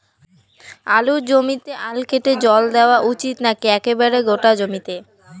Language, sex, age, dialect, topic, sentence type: Bengali, female, 18-24, Rajbangshi, agriculture, question